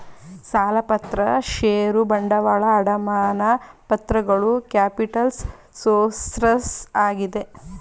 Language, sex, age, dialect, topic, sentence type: Kannada, female, 25-30, Mysore Kannada, banking, statement